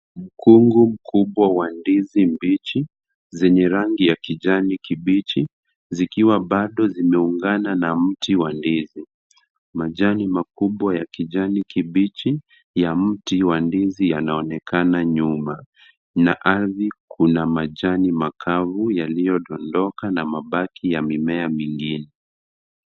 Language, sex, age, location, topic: Swahili, male, 50+, Kisumu, agriculture